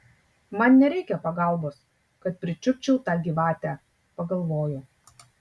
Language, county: Lithuanian, Tauragė